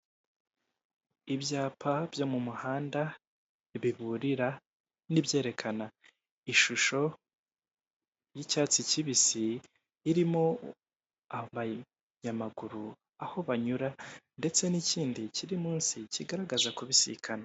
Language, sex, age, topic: Kinyarwanda, male, 18-24, government